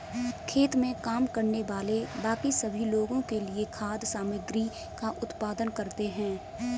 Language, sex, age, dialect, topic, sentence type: Hindi, female, 18-24, Kanauji Braj Bhasha, agriculture, statement